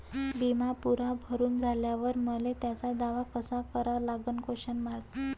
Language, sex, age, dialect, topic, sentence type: Marathi, female, 18-24, Varhadi, banking, question